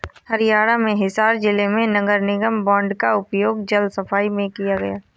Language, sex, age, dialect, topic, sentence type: Hindi, female, 18-24, Awadhi Bundeli, banking, statement